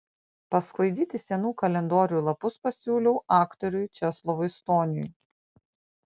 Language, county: Lithuanian, Panevėžys